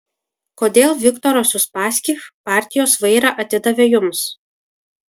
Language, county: Lithuanian, Kaunas